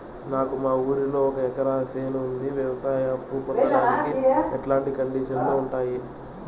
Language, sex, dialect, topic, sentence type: Telugu, male, Southern, banking, question